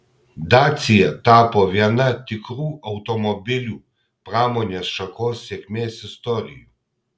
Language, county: Lithuanian, Kaunas